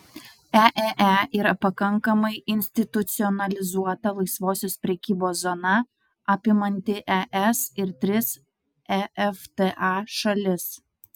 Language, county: Lithuanian, Utena